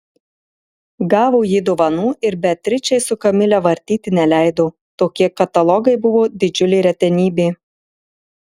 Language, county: Lithuanian, Marijampolė